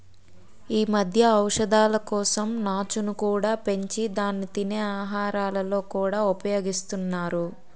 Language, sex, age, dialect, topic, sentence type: Telugu, male, 60-100, Utterandhra, agriculture, statement